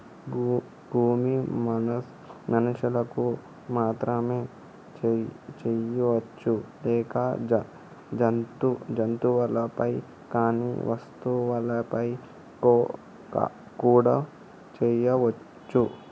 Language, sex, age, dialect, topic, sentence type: Telugu, male, 18-24, Telangana, banking, question